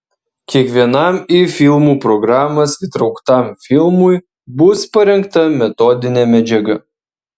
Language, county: Lithuanian, Vilnius